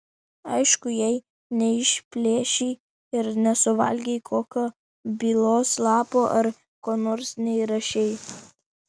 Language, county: Lithuanian, Vilnius